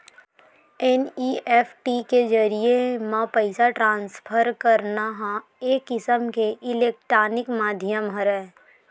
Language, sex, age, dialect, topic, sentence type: Chhattisgarhi, female, 18-24, Western/Budati/Khatahi, banking, statement